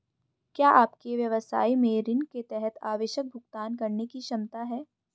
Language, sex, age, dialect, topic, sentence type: Hindi, female, 25-30, Hindustani Malvi Khadi Boli, banking, question